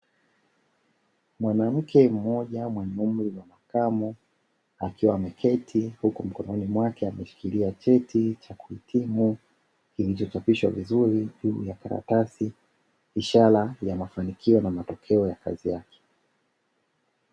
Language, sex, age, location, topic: Swahili, male, 25-35, Dar es Salaam, education